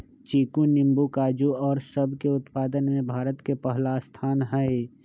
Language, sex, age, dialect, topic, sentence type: Magahi, male, 25-30, Western, agriculture, statement